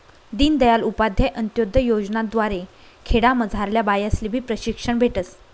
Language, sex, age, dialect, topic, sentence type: Marathi, female, 25-30, Northern Konkan, banking, statement